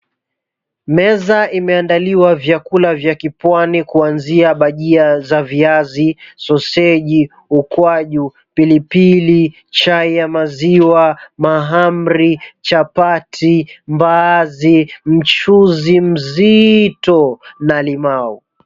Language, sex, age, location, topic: Swahili, male, 25-35, Mombasa, agriculture